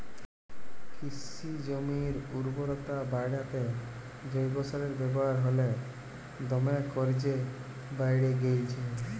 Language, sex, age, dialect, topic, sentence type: Bengali, male, 18-24, Jharkhandi, agriculture, statement